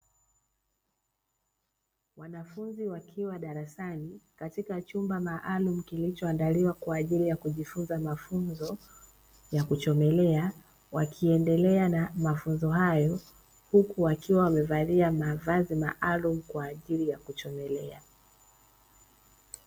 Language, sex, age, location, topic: Swahili, female, 25-35, Dar es Salaam, education